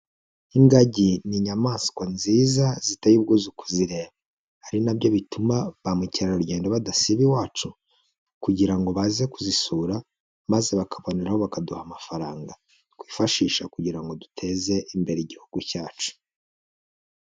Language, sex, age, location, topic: Kinyarwanda, male, 25-35, Huye, agriculture